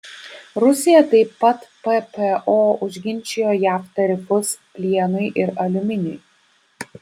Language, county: Lithuanian, Vilnius